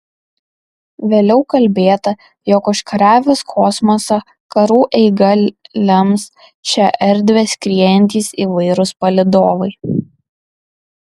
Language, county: Lithuanian, Kaunas